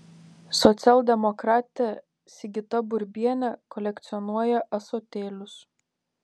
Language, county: Lithuanian, Panevėžys